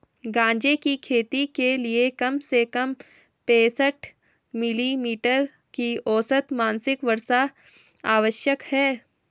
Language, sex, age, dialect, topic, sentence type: Hindi, female, 18-24, Hindustani Malvi Khadi Boli, agriculture, statement